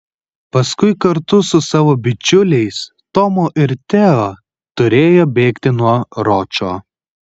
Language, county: Lithuanian, Kaunas